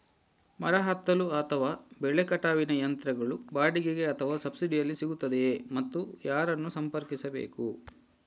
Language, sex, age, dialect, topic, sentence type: Kannada, male, 56-60, Coastal/Dakshin, agriculture, question